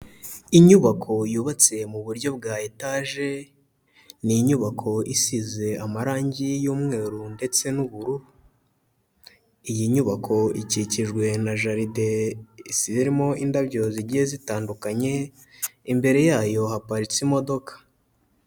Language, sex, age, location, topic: Kinyarwanda, male, 25-35, Kigali, health